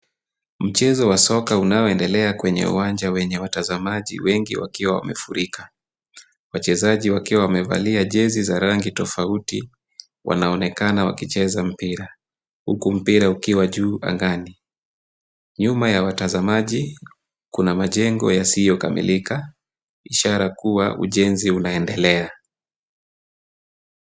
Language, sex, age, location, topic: Swahili, male, 25-35, Kisumu, government